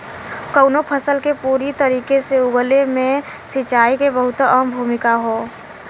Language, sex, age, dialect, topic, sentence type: Bhojpuri, female, 18-24, Western, agriculture, statement